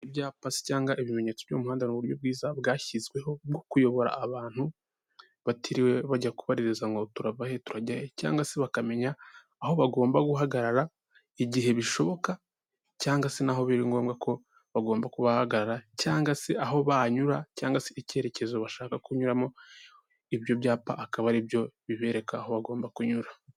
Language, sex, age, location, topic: Kinyarwanda, male, 18-24, Kigali, government